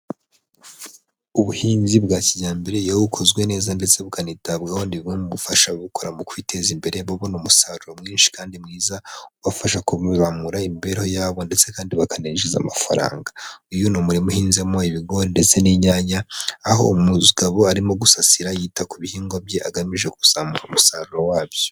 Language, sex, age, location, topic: Kinyarwanda, female, 18-24, Huye, agriculture